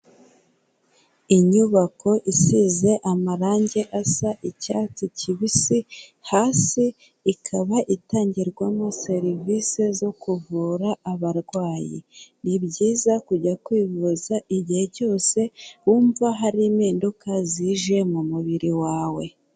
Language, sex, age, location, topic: Kinyarwanda, female, 18-24, Kigali, health